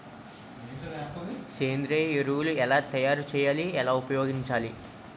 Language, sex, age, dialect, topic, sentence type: Telugu, male, 18-24, Utterandhra, agriculture, question